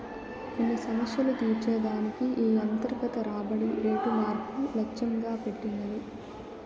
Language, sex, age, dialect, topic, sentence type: Telugu, male, 18-24, Southern, banking, statement